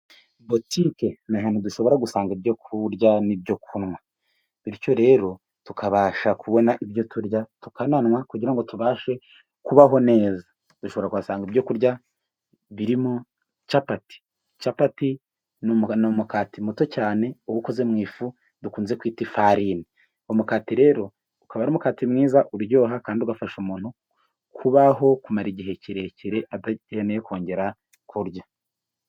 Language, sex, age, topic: Kinyarwanda, male, 18-24, finance